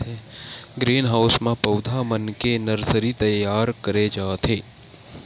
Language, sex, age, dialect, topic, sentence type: Chhattisgarhi, male, 18-24, Western/Budati/Khatahi, agriculture, statement